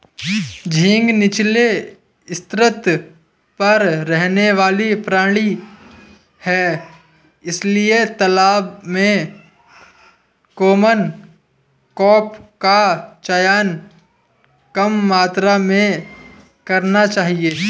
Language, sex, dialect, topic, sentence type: Hindi, male, Marwari Dhudhari, agriculture, statement